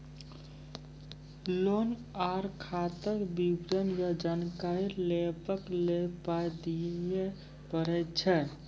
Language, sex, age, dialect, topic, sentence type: Maithili, male, 18-24, Angika, banking, question